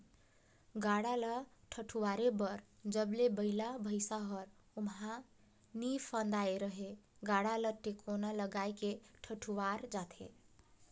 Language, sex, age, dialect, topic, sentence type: Chhattisgarhi, female, 18-24, Northern/Bhandar, agriculture, statement